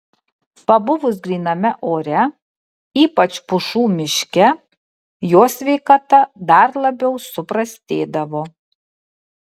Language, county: Lithuanian, Kaunas